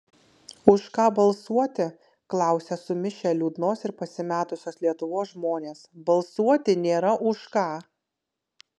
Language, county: Lithuanian, Kaunas